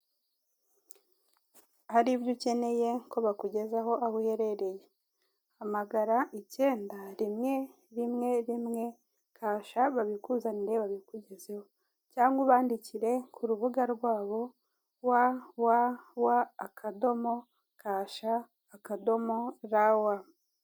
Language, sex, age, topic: Kinyarwanda, female, 36-49, finance